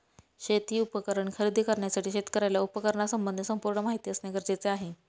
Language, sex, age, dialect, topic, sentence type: Marathi, female, 25-30, Northern Konkan, agriculture, statement